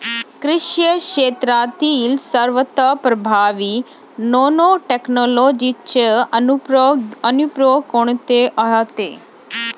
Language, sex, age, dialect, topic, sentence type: Marathi, female, 25-30, Standard Marathi, agriculture, question